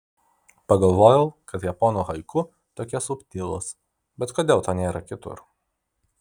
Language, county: Lithuanian, Vilnius